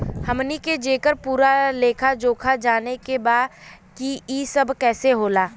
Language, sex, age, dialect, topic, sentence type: Bhojpuri, female, 18-24, Western, banking, question